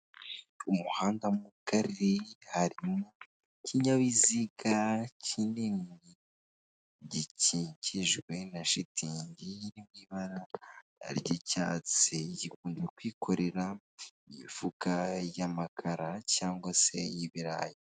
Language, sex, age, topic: Kinyarwanda, female, 18-24, government